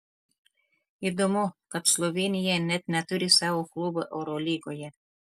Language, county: Lithuanian, Telšiai